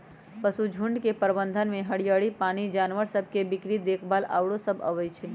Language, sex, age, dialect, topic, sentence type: Magahi, female, 31-35, Western, agriculture, statement